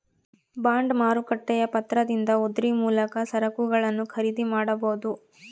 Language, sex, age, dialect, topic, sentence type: Kannada, female, 31-35, Central, banking, statement